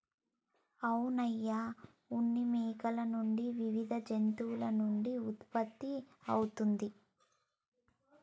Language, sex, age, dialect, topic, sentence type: Telugu, female, 18-24, Telangana, agriculture, statement